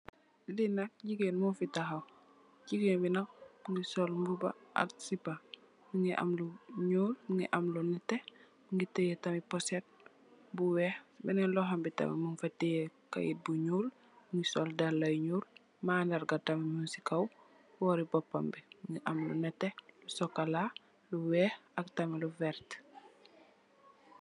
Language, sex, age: Wolof, female, 18-24